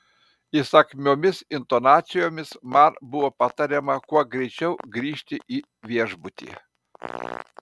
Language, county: Lithuanian, Panevėžys